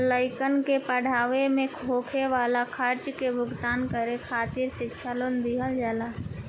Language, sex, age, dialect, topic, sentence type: Bhojpuri, female, 18-24, Southern / Standard, banking, statement